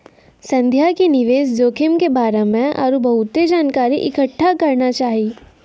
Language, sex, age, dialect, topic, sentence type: Maithili, female, 56-60, Angika, banking, statement